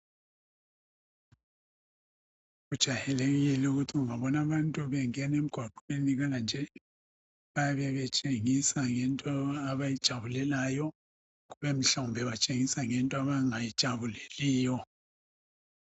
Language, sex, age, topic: North Ndebele, male, 50+, health